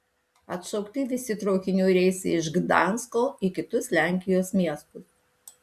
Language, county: Lithuanian, Alytus